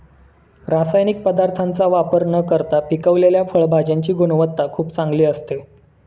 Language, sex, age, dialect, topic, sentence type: Marathi, male, 25-30, Standard Marathi, agriculture, statement